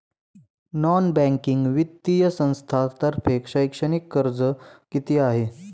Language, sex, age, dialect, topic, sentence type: Marathi, male, 18-24, Standard Marathi, banking, question